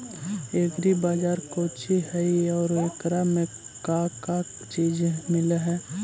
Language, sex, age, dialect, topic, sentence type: Magahi, male, 18-24, Central/Standard, agriculture, question